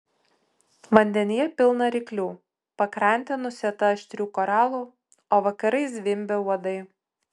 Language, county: Lithuanian, Utena